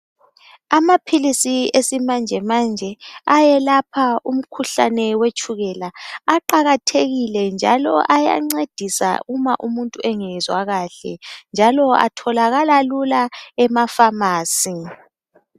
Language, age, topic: North Ndebele, 25-35, health